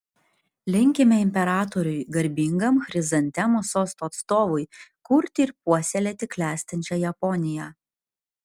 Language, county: Lithuanian, Kaunas